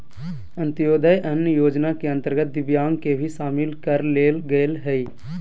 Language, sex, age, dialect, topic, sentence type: Magahi, male, 18-24, Southern, agriculture, statement